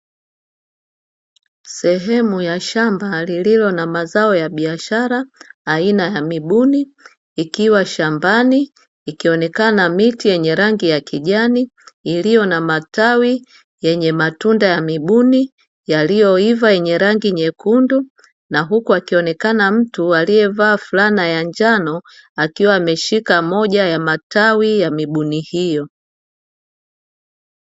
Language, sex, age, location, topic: Swahili, female, 50+, Dar es Salaam, agriculture